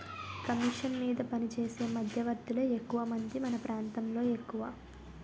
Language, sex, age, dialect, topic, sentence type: Telugu, female, 18-24, Utterandhra, banking, statement